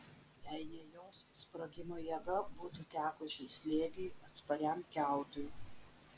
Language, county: Lithuanian, Vilnius